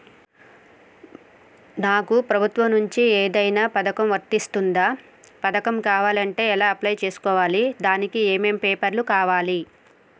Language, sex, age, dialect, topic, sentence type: Telugu, female, 31-35, Telangana, banking, question